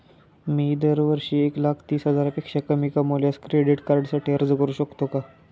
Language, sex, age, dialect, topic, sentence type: Marathi, male, 18-24, Standard Marathi, banking, question